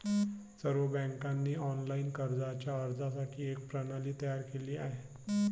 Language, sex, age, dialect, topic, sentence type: Marathi, male, 25-30, Varhadi, banking, statement